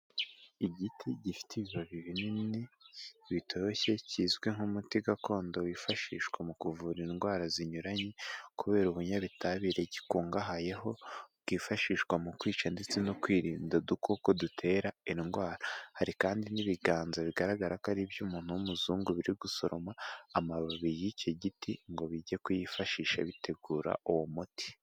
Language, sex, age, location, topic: Kinyarwanda, male, 18-24, Kigali, health